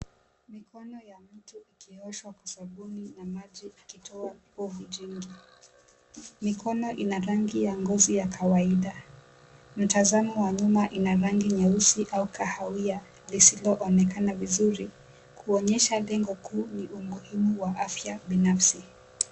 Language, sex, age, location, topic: Swahili, female, 25-35, Mombasa, health